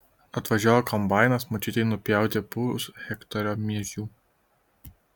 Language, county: Lithuanian, Kaunas